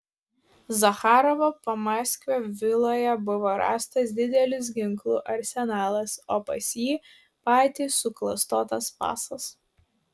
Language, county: Lithuanian, Vilnius